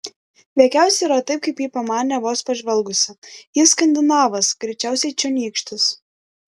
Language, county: Lithuanian, Klaipėda